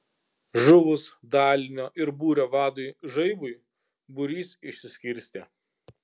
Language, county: Lithuanian, Kaunas